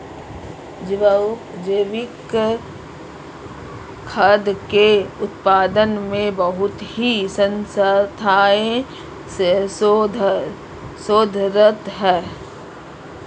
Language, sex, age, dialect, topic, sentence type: Hindi, female, 36-40, Marwari Dhudhari, agriculture, statement